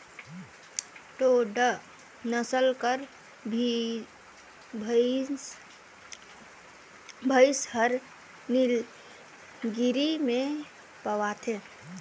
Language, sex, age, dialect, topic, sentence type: Chhattisgarhi, female, 18-24, Northern/Bhandar, agriculture, statement